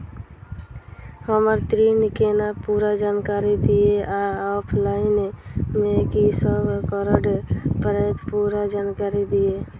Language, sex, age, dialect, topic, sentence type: Maithili, female, 31-35, Southern/Standard, banking, question